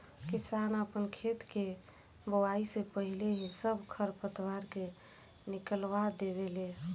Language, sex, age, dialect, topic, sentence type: Bhojpuri, female, 18-24, Southern / Standard, agriculture, statement